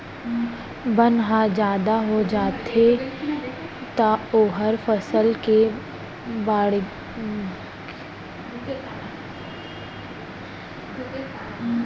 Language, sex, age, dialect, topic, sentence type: Chhattisgarhi, female, 60-100, Central, agriculture, statement